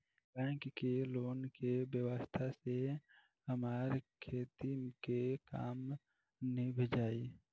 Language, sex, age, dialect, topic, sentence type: Bhojpuri, female, 18-24, Southern / Standard, banking, question